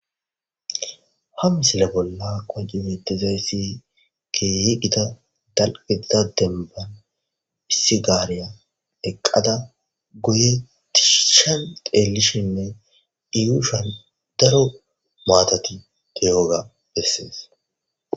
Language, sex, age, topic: Gamo, male, 18-24, agriculture